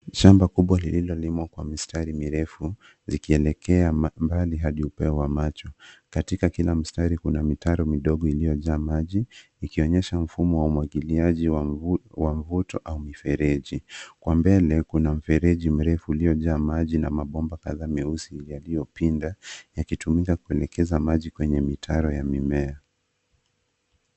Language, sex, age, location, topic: Swahili, male, 25-35, Nairobi, agriculture